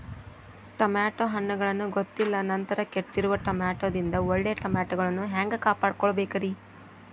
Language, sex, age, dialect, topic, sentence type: Kannada, female, 25-30, Dharwad Kannada, agriculture, question